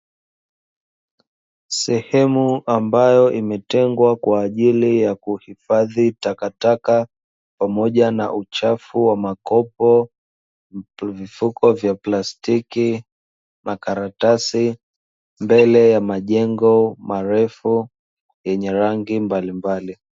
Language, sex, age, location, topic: Swahili, male, 25-35, Dar es Salaam, government